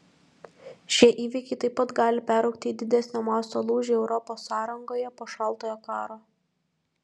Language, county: Lithuanian, Alytus